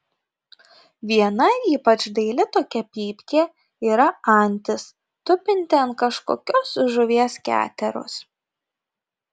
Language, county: Lithuanian, Kaunas